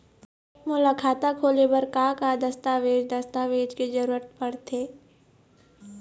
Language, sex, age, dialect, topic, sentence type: Chhattisgarhi, female, 60-100, Eastern, banking, question